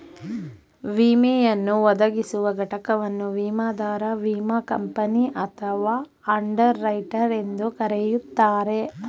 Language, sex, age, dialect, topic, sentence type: Kannada, female, 25-30, Mysore Kannada, banking, statement